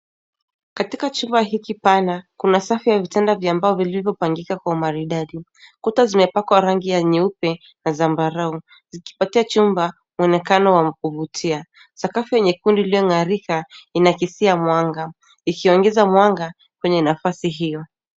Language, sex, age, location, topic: Swahili, female, 18-24, Nairobi, education